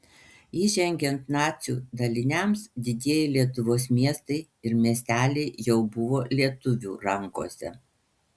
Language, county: Lithuanian, Panevėžys